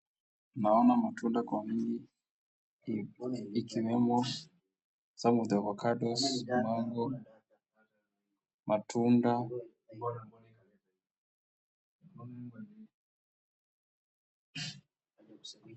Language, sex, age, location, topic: Swahili, male, 18-24, Wajir, finance